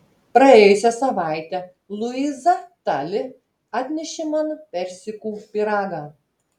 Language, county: Lithuanian, Telšiai